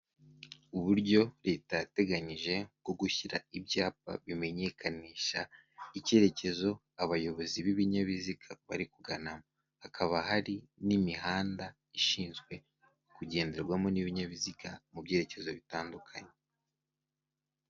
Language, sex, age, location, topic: Kinyarwanda, male, 18-24, Kigali, government